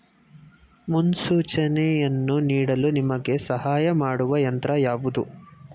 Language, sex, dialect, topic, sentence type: Kannada, male, Mysore Kannada, agriculture, question